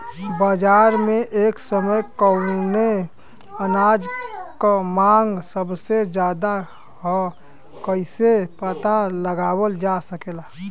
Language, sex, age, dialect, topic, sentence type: Bhojpuri, male, 25-30, Western, agriculture, question